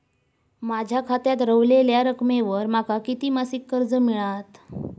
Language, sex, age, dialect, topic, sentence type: Marathi, male, 18-24, Southern Konkan, banking, question